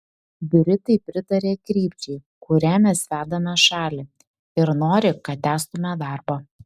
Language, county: Lithuanian, Šiauliai